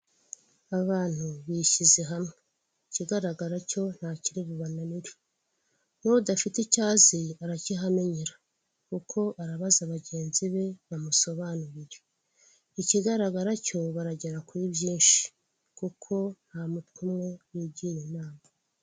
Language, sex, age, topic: Kinyarwanda, female, 36-49, government